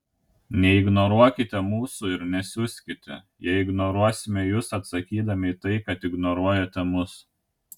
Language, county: Lithuanian, Kaunas